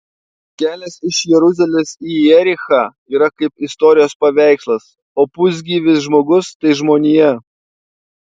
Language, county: Lithuanian, Panevėžys